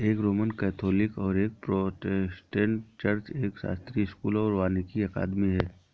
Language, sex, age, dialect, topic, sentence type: Hindi, male, 18-24, Awadhi Bundeli, agriculture, statement